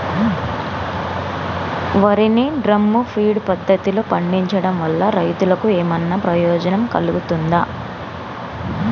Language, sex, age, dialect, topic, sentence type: Telugu, female, 25-30, Telangana, agriculture, question